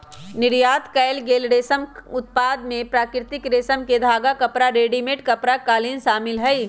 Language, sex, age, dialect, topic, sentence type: Magahi, male, 18-24, Western, agriculture, statement